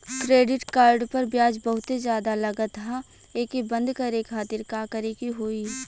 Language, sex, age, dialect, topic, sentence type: Bhojpuri, female, 18-24, Western, banking, question